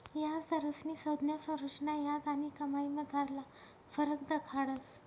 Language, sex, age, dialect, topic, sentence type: Marathi, male, 18-24, Northern Konkan, banking, statement